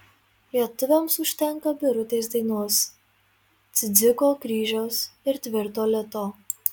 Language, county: Lithuanian, Marijampolė